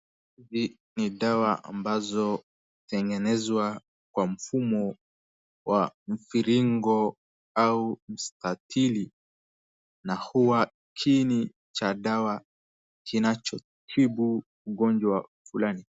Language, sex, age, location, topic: Swahili, male, 18-24, Wajir, health